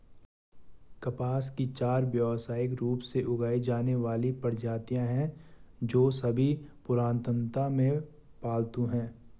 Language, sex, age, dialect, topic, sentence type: Hindi, male, 18-24, Garhwali, agriculture, statement